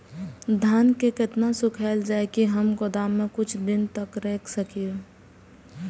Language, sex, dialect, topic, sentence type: Maithili, female, Eastern / Thethi, agriculture, question